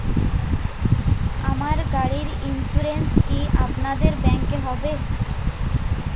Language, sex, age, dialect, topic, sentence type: Bengali, female, 18-24, Jharkhandi, banking, question